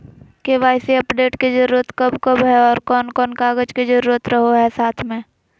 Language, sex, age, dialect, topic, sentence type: Magahi, female, 18-24, Southern, banking, question